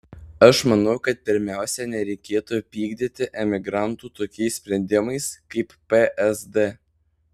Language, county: Lithuanian, Panevėžys